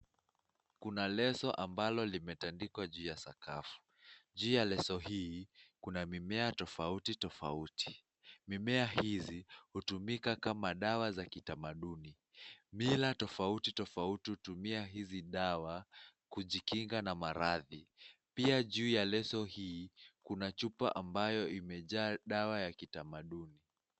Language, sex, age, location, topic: Swahili, male, 18-24, Nakuru, health